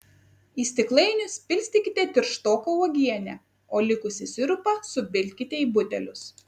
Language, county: Lithuanian, Kaunas